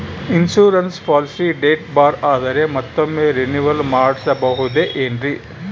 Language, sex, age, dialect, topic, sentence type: Kannada, male, 60-100, Central, banking, question